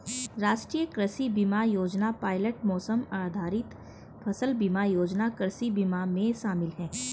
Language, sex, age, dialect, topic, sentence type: Hindi, female, 41-45, Hindustani Malvi Khadi Boli, agriculture, statement